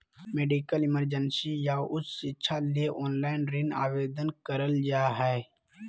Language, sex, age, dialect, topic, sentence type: Magahi, male, 18-24, Southern, banking, statement